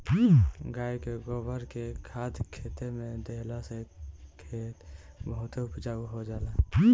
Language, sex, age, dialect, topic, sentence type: Bhojpuri, male, 18-24, Northern, agriculture, statement